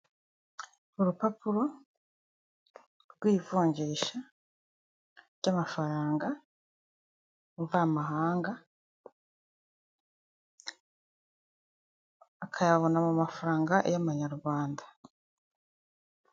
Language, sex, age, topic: Kinyarwanda, female, 25-35, finance